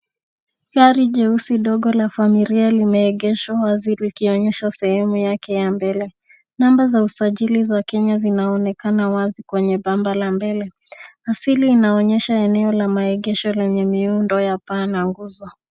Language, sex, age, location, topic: Swahili, female, 18-24, Nairobi, finance